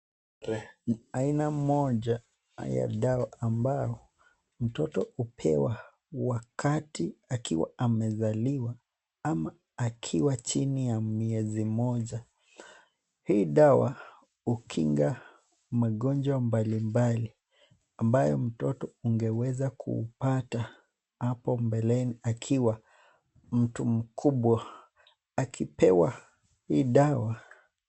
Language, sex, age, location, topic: Swahili, male, 25-35, Nakuru, health